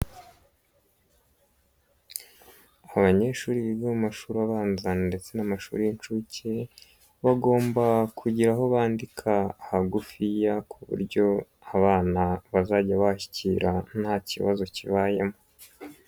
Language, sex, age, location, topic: Kinyarwanda, male, 25-35, Nyagatare, education